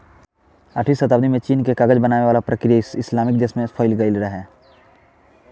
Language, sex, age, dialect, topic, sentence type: Bhojpuri, male, <18, Southern / Standard, agriculture, statement